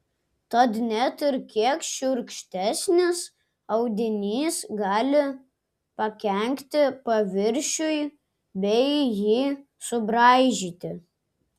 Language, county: Lithuanian, Klaipėda